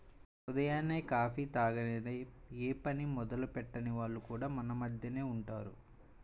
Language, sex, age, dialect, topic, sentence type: Telugu, male, 18-24, Central/Coastal, agriculture, statement